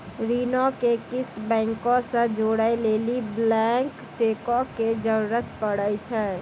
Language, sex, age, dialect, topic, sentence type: Maithili, female, 18-24, Angika, banking, statement